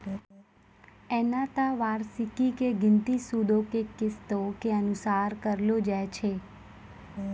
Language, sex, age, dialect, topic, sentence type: Maithili, female, 25-30, Angika, banking, statement